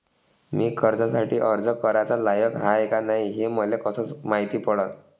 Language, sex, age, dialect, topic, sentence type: Marathi, male, 25-30, Varhadi, banking, statement